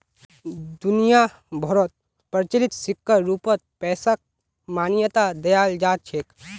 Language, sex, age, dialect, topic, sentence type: Magahi, male, 25-30, Northeastern/Surjapuri, banking, statement